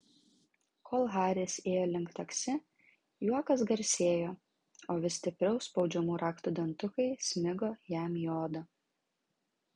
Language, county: Lithuanian, Vilnius